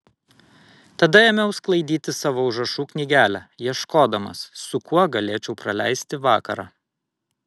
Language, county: Lithuanian, Vilnius